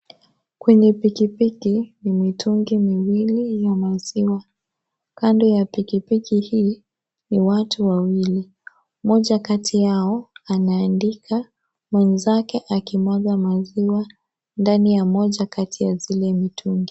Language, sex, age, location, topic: Swahili, female, 25-35, Kisii, agriculture